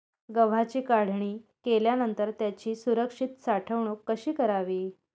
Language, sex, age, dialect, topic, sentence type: Marathi, female, 31-35, Northern Konkan, agriculture, question